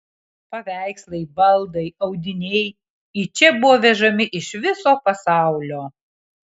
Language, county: Lithuanian, Kaunas